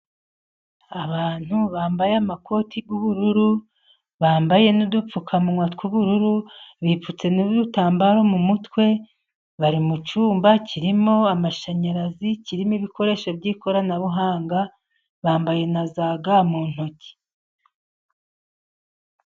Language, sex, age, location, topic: Kinyarwanda, male, 50+, Musanze, agriculture